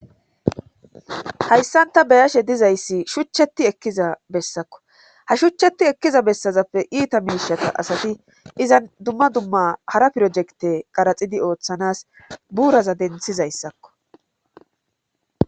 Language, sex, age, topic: Gamo, female, 36-49, government